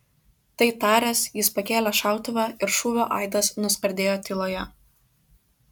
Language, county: Lithuanian, Kaunas